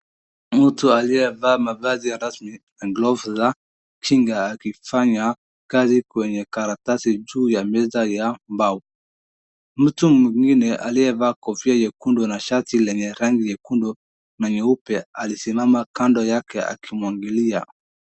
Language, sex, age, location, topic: Swahili, male, 18-24, Wajir, government